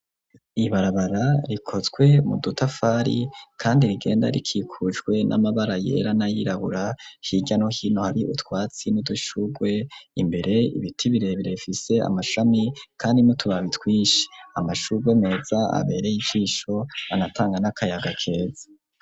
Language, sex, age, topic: Rundi, male, 25-35, education